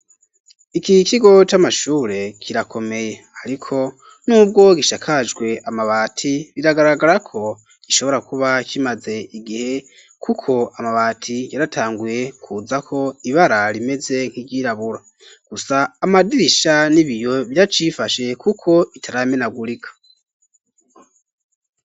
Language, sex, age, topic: Rundi, male, 25-35, education